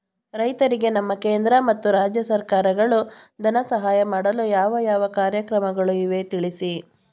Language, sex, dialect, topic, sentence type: Kannada, female, Mysore Kannada, agriculture, question